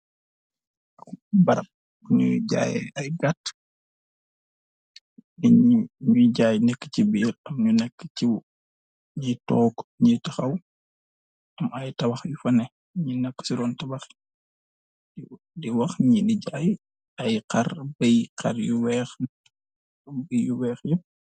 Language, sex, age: Wolof, male, 25-35